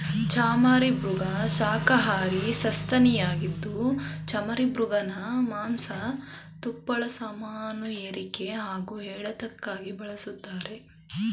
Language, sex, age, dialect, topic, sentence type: Kannada, female, 18-24, Mysore Kannada, agriculture, statement